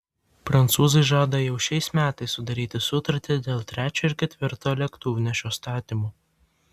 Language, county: Lithuanian, Vilnius